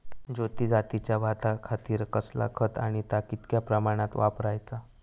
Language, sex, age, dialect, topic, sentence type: Marathi, male, 18-24, Southern Konkan, agriculture, question